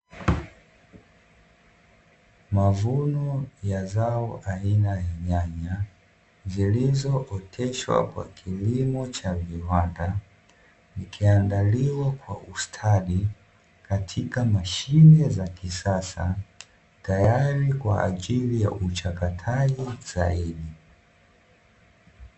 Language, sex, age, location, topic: Swahili, male, 18-24, Dar es Salaam, agriculture